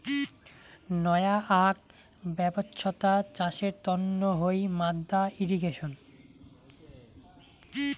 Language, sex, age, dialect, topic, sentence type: Bengali, male, 18-24, Rajbangshi, agriculture, statement